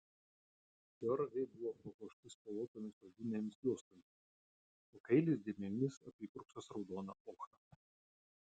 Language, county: Lithuanian, Utena